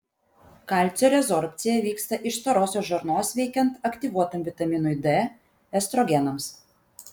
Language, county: Lithuanian, Vilnius